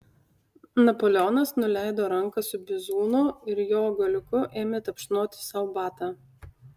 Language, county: Lithuanian, Utena